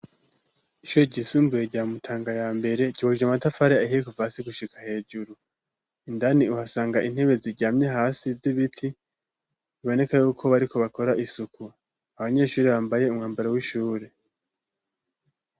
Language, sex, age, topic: Rundi, male, 18-24, education